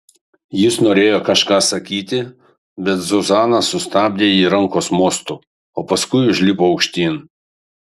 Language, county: Lithuanian, Kaunas